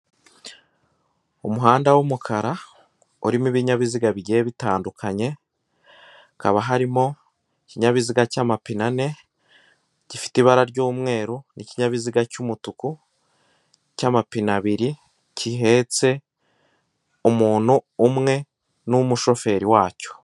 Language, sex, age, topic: Kinyarwanda, male, 18-24, government